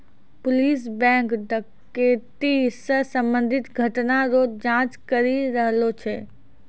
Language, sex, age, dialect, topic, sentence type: Maithili, female, 56-60, Angika, banking, statement